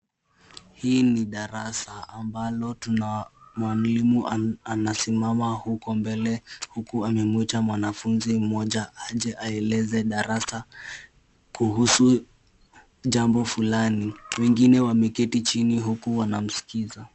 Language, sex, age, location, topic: Swahili, male, 18-24, Kisumu, health